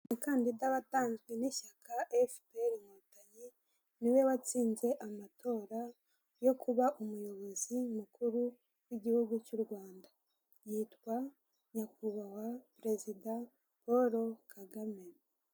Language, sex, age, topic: Kinyarwanda, female, 18-24, government